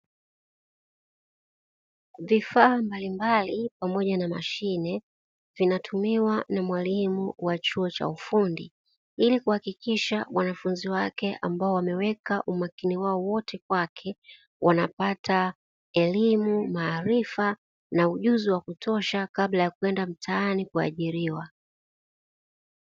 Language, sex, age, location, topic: Swahili, female, 36-49, Dar es Salaam, education